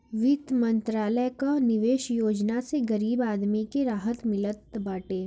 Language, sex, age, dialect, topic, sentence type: Bhojpuri, female, <18, Northern, banking, statement